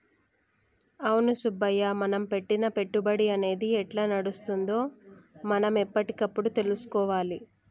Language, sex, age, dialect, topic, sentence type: Telugu, female, 25-30, Telangana, banking, statement